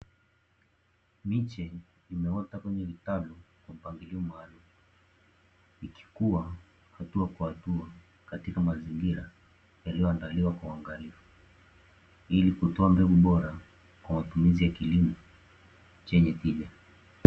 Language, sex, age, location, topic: Swahili, male, 18-24, Dar es Salaam, agriculture